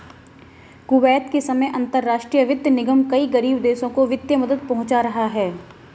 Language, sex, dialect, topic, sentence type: Hindi, female, Marwari Dhudhari, banking, statement